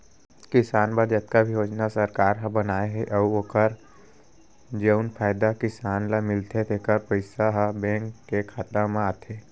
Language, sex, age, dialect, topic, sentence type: Chhattisgarhi, male, 25-30, Central, banking, statement